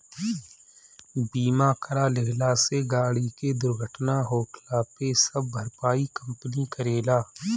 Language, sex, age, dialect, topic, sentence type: Bhojpuri, male, 25-30, Northern, banking, statement